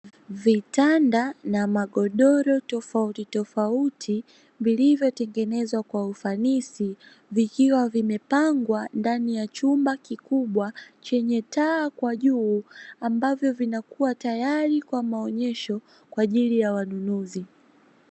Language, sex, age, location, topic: Swahili, female, 18-24, Dar es Salaam, finance